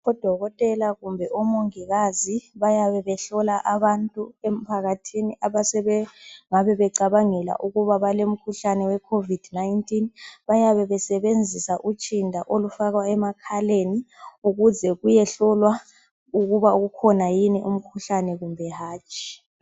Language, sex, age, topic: North Ndebele, female, 25-35, health